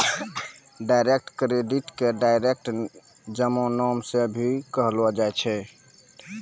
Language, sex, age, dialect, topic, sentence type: Maithili, male, 18-24, Angika, banking, statement